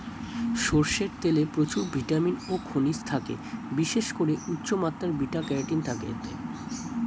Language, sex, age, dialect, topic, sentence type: Bengali, male, 18-24, Standard Colloquial, agriculture, statement